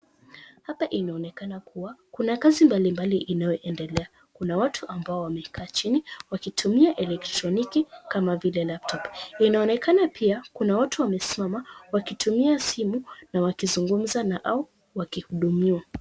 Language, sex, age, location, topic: Swahili, male, 36-49, Wajir, government